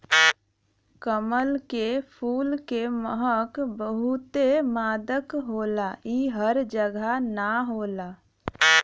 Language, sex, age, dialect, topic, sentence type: Bhojpuri, female, 25-30, Western, agriculture, statement